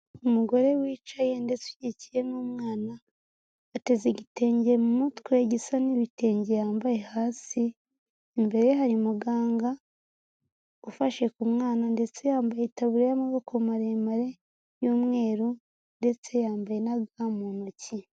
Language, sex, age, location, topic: Kinyarwanda, female, 18-24, Huye, health